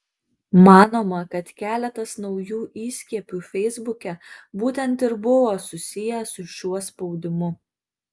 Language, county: Lithuanian, Marijampolė